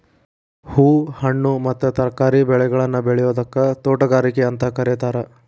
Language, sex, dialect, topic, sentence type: Kannada, male, Dharwad Kannada, agriculture, statement